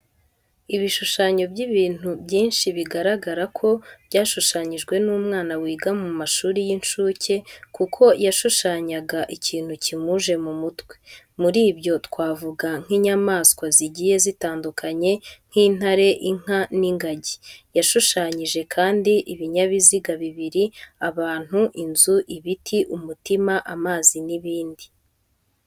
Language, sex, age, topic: Kinyarwanda, female, 25-35, education